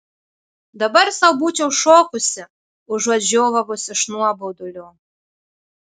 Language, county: Lithuanian, Marijampolė